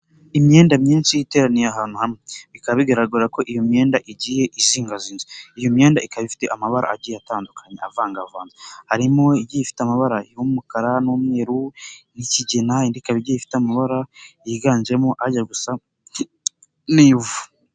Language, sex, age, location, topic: Kinyarwanda, male, 18-24, Nyagatare, finance